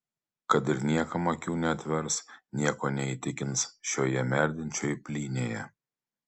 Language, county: Lithuanian, Panevėžys